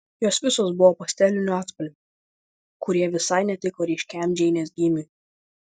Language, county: Lithuanian, Vilnius